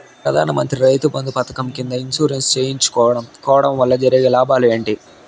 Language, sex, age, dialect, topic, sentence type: Telugu, male, 18-24, Southern, agriculture, question